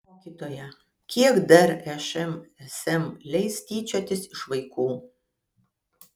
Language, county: Lithuanian, Kaunas